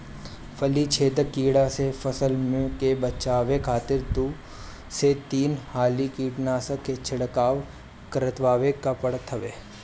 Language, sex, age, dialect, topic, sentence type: Bhojpuri, male, 18-24, Northern, agriculture, statement